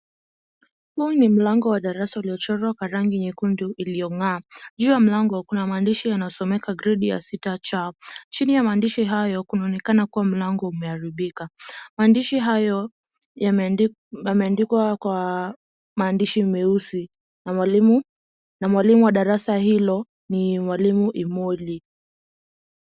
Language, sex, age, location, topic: Swahili, female, 18-24, Kisii, education